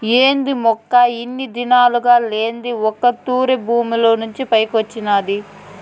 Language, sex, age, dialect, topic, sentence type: Telugu, female, 18-24, Southern, agriculture, statement